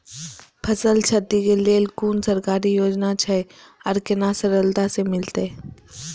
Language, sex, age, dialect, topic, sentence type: Maithili, male, 25-30, Eastern / Thethi, agriculture, question